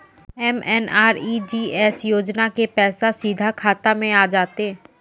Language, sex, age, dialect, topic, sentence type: Maithili, female, 18-24, Angika, banking, question